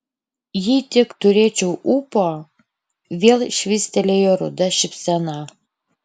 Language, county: Lithuanian, Panevėžys